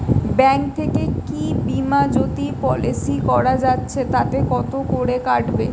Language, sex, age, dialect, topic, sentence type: Bengali, female, 25-30, Standard Colloquial, banking, question